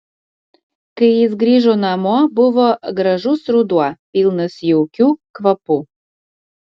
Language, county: Lithuanian, Klaipėda